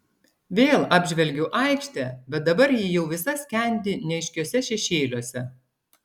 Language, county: Lithuanian, Klaipėda